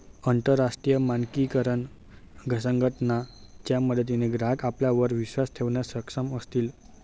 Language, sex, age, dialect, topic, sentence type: Marathi, male, 18-24, Standard Marathi, banking, statement